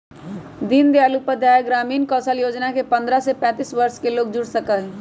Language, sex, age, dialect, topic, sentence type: Magahi, male, 18-24, Western, banking, statement